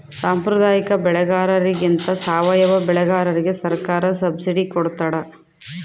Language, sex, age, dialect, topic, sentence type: Kannada, female, 31-35, Central, agriculture, statement